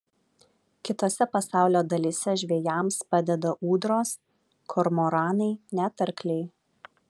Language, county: Lithuanian, Vilnius